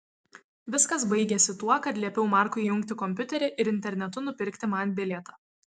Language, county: Lithuanian, Kaunas